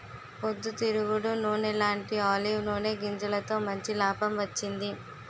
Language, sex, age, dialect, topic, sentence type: Telugu, female, 18-24, Utterandhra, agriculture, statement